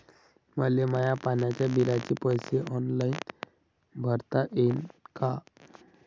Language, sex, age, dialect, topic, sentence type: Marathi, male, 18-24, Varhadi, banking, question